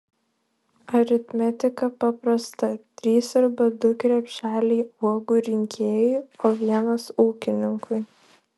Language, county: Lithuanian, Vilnius